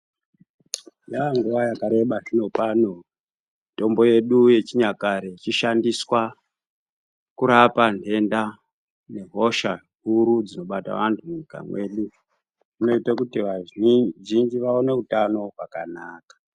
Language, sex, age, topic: Ndau, male, 50+, health